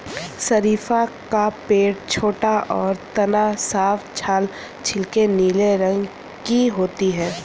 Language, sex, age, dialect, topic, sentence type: Hindi, female, 31-35, Kanauji Braj Bhasha, agriculture, statement